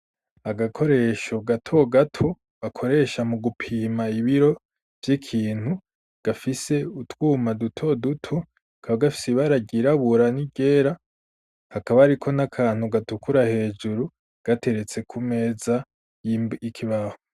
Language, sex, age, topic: Rundi, male, 18-24, education